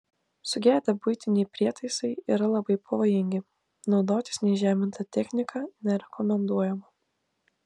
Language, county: Lithuanian, Klaipėda